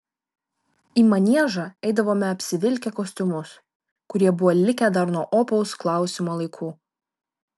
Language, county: Lithuanian, Vilnius